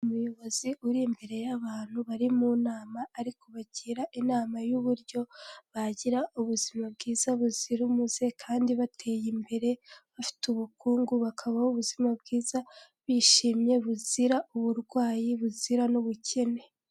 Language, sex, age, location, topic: Kinyarwanda, female, 18-24, Kigali, health